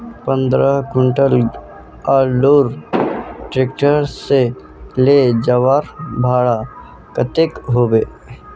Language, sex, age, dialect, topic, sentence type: Magahi, male, 25-30, Northeastern/Surjapuri, agriculture, question